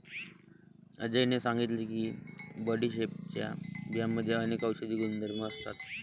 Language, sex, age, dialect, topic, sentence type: Marathi, male, 18-24, Varhadi, agriculture, statement